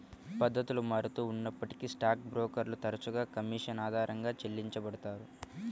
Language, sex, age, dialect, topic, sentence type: Telugu, male, 18-24, Central/Coastal, banking, statement